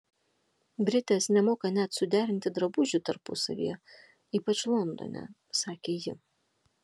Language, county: Lithuanian, Alytus